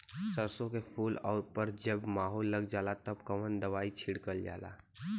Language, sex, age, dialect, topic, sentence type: Bhojpuri, female, 36-40, Western, agriculture, question